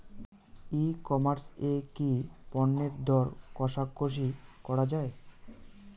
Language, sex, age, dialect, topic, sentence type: Bengali, male, 18-24, Rajbangshi, agriculture, question